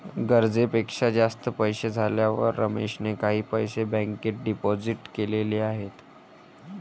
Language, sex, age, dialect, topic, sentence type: Marathi, male, 18-24, Varhadi, banking, statement